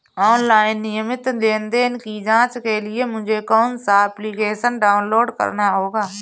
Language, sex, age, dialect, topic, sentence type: Hindi, female, 31-35, Marwari Dhudhari, banking, question